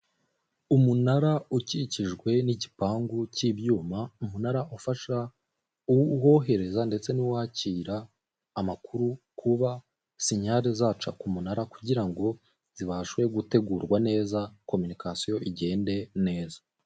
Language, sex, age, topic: Kinyarwanda, male, 18-24, government